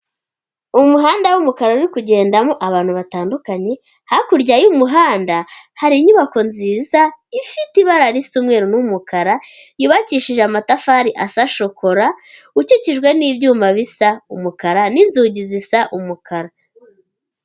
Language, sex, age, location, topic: Kinyarwanda, female, 25-35, Kigali, government